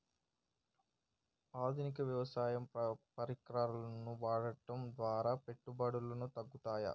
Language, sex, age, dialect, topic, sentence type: Telugu, male, 18-24, Telangana, agriculture, question